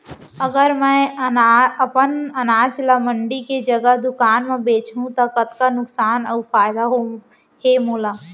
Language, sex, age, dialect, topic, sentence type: Chhattisgarhi, female, 18-24, Central, agriculture, question